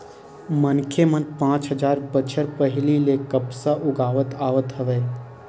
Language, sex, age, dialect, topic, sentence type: Chhattisgarhi, male, 18-24, Western/Budati/Khatahi, agriculture, statement